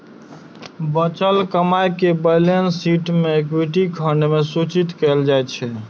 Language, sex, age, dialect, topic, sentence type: Maithili, female, 18-24, Eastern / Thethi, banking, statement